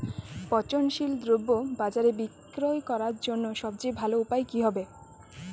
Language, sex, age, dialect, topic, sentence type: Bengali, female, 18-24, Jharkhandi, agriculture, statement